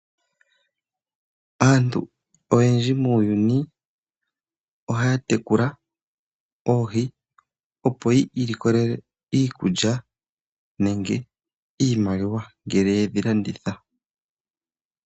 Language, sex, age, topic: Oshiwambo, male, 25-35, agriculture